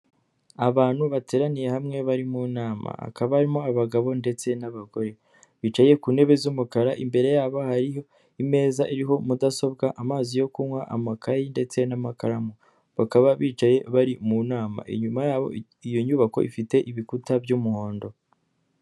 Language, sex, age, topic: Kinyarwanda, male, 25-35, government